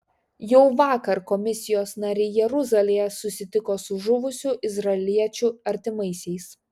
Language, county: Lithuanian, Šiauliai